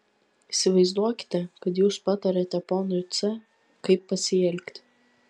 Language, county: Lithuanian, Vilnius